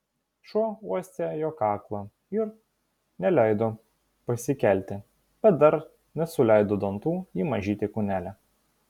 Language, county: Lithuanian, Vilnius